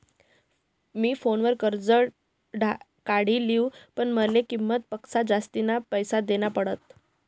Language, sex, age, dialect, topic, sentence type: Marathi, female, 51-55, Northern Konkan, banking, statement